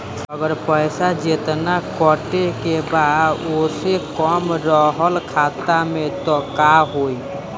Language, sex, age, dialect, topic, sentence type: Bhojpuri, male, 18-24, Southern / Standard, banking, question